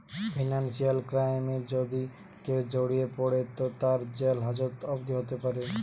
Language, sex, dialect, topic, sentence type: Bengali, male, Western, banking, statement